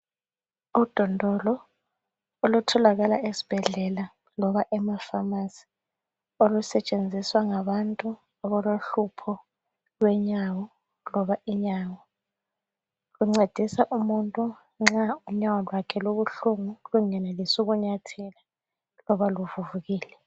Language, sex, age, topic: North Ndebele, female, 25-35, health